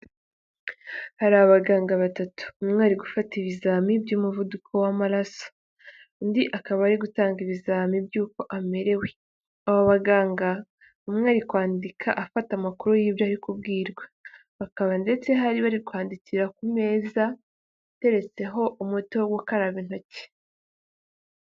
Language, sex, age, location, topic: Kinyarwanda, female, 18-24, Kigali, health